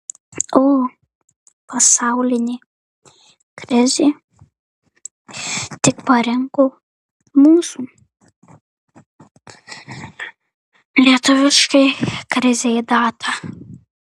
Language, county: Lithuanian, Marijampolė